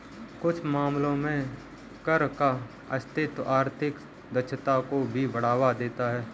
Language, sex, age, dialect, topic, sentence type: Hindi, male, 25-30, Kanauji Braj Bhasha, banking, statement